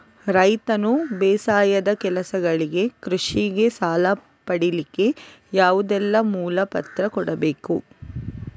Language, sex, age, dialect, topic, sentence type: Kannada, female, 41-45, Coastal/Dakshin, banking, question